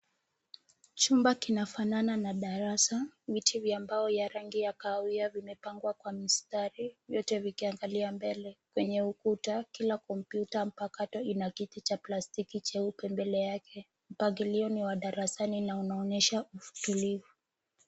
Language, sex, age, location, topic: Swahili, female, 18-24, Kisumu, education